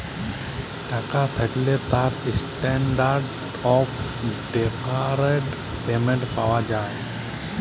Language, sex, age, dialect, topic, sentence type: Bengali, male, 25-30, Jharkhandi, banking, statement